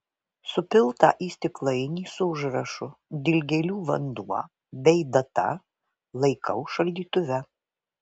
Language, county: Lithuanian, Vilnius